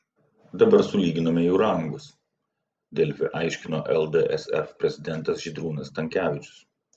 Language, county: Lithuanian, Vilnius